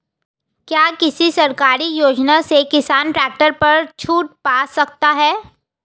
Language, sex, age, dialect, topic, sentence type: Hindi, female, 18-24, Hindustani Malvi Khadi Boli, agriculture, question